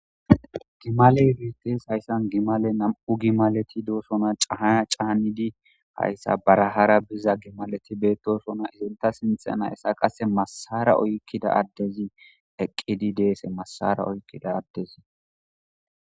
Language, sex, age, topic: Gamo, female, 18-24, government